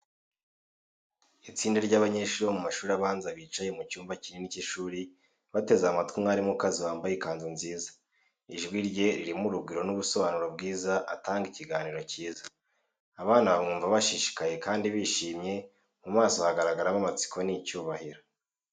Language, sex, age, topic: Kinyarwanda, male, 18-24, education